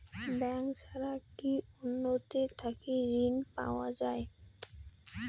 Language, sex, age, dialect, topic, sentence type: Bengali, female, 18-24, Rajbangshi, banking, question